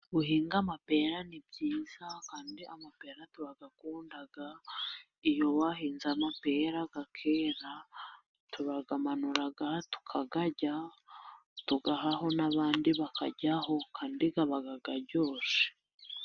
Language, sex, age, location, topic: Kinyarwanda, female, 18-24, Musanze, agriculture